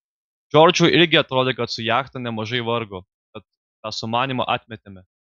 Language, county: Lithuanian, Klaipėda